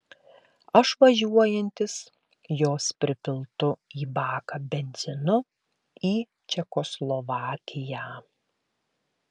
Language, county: Lithuanian, Klaipėda